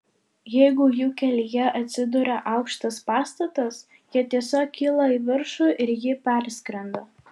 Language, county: Lithuanian, Vilnius